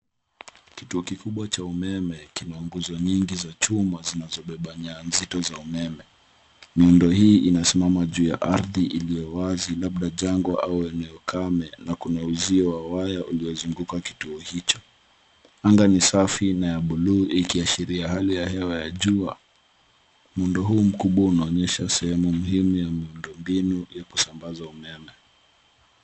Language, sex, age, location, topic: Swahili, male, 18-24, Nairobi, government